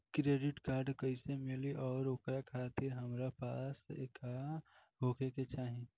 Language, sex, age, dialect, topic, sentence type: Bhojpuri, female, 18-24, Southern / Standard, banking, question